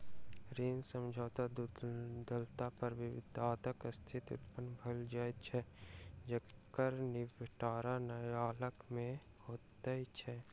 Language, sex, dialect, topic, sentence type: Maithili, male, Southern/Standard, banking, statement